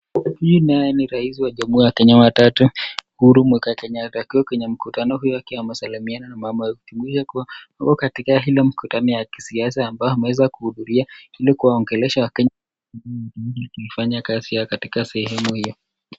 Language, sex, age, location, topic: Swahili, male, 25-35, Nakuru, government